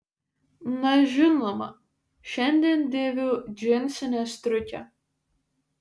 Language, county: Lithuanian, Šiauliai